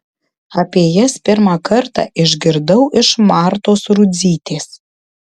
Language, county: Lithuanian, Marijampolė